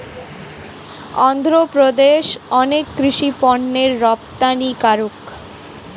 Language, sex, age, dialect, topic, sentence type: Bengali, female, 18-24, Standard Colloquial, agriculture, question